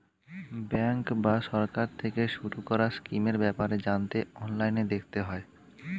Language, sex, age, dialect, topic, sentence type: Bengali, male, 25-30, Standard Colloquial, banking, statement